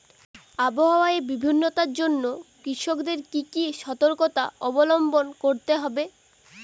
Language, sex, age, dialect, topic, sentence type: Bengali, female, 18-24, Northern/Varendri, agriculture, question